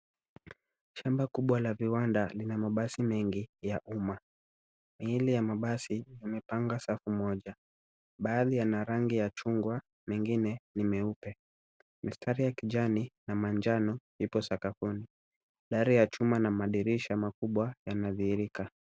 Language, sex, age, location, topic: Swahili, male, 36-49, Kisumu, finance